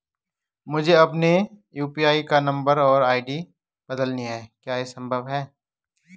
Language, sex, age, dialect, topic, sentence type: Hindi, male, 36-40, Garhwali, banking, question